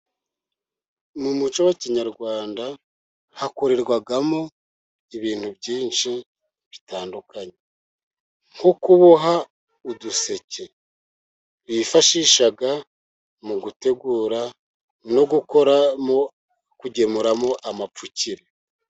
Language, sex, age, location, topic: Kinyarwanda, male, 50+, Musanze, government